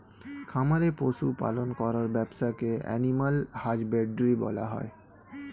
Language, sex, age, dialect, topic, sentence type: Bengali, male, 25-30, Standard Colloquial, agriculture, statement